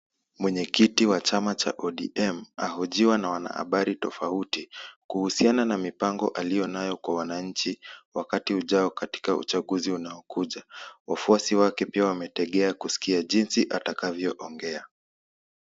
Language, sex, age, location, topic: Swahili, male, 18-24, Kisumu, government